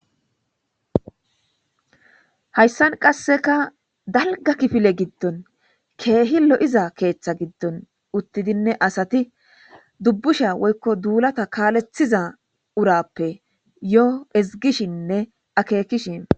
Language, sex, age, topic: Gamo, female, 25-35, government